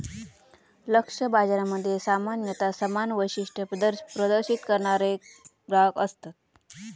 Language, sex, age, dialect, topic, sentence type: Marathi, female, 25-30, Southern Konkan, banking, statement